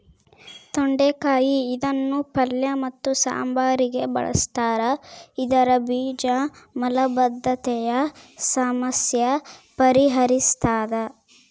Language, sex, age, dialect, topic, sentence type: Kannada, female, 18-24, Central, agriculture, statement